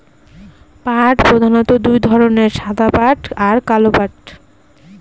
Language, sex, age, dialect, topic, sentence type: Bengali, female, 18-24, Northern/Varendri, agriculture, statement